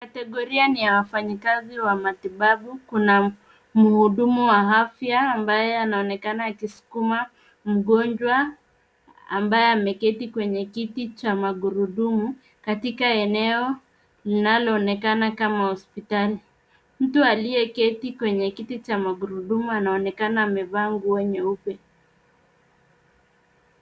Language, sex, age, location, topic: Swahili, female, 25-35, Nairobi, health